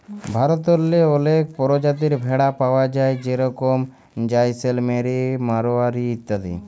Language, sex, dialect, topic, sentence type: Bengali, male, Jharkhandi, agriculture, statement